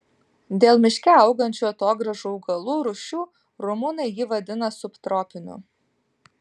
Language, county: Lithuanian, Vilnius